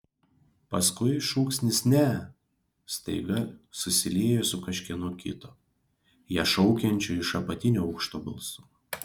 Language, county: Lithuanian, Kaunas